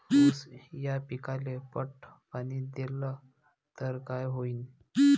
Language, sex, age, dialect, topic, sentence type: Marathi, male, 25-30, Varhadi, agriculture, question